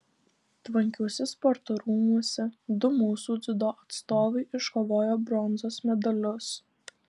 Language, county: Lithuanian, Alytus